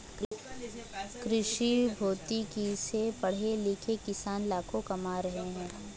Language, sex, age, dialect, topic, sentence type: Hindi, female, 18-24, Hindustani Malvi Khadi Boli, agriculture, statement